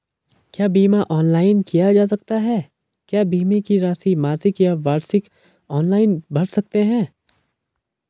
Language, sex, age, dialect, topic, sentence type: Hindi, male, 41-45, Garhwali, banking, question